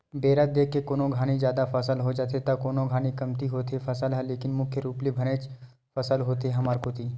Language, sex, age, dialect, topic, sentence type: Chhattisgarhi, male, 25-30, Western/Budati/Khatahi, agriculture, statement